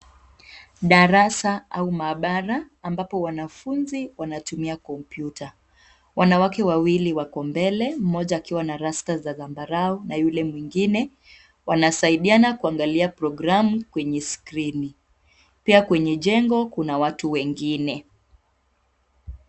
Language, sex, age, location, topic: Swahili, female, 25-35, Kisumu, government